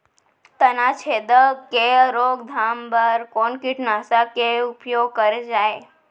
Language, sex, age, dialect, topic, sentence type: Chhattisgarhi, female, 25-30, Central, agriculture, question